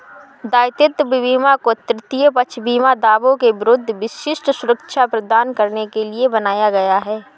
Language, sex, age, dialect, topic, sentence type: Hindi, female, 31-35, Awadhi Bundeli, banking, statement